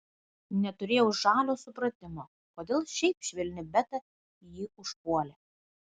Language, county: Lithuanian, Vilnius